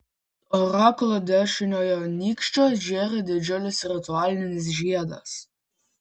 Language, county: Lithuanian, Vilnius